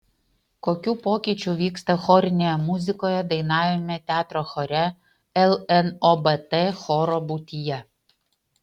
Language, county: Lithuanian, Utena